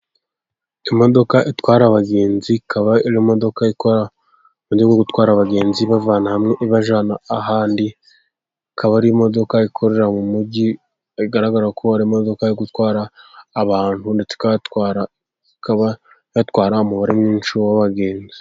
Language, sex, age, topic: Kinyarwanda, male, 18-24, government